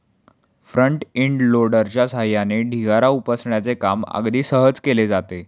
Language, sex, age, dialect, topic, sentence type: Marathi, male, 18-24, Standard Marathi, agriculture, statement